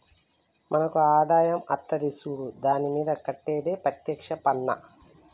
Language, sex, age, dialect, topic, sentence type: Telugu, female, 36-40, Telangana, banking, statement